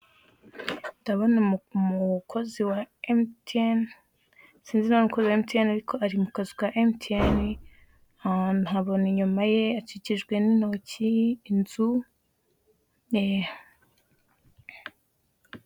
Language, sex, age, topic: Kinyarwanda, female, 18-24, finance